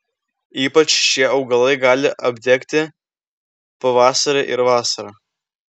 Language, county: Lithuanian, Klaipėda